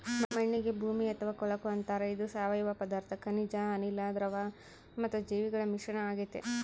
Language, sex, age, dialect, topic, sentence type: Kannada, female, 31-35, Central, agriculture, statement